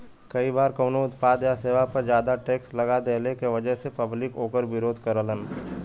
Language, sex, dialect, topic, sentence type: Bhojpuri, male, Western, banking, statement